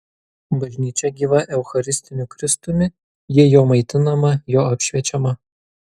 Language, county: Lithuanian, Kaunas